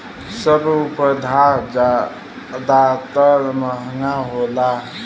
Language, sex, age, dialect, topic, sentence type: Bhojpuri, male, 18-24, Western, agriculture, statement